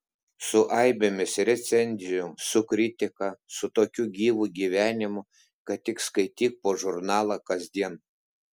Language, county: Lithuanian, Klaipėda